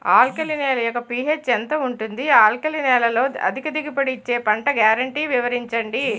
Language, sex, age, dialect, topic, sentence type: Telugu, female, 56-60, Utterandhra, agriculture, question